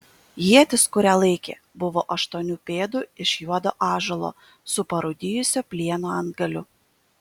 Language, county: Lithuanian, Kaunas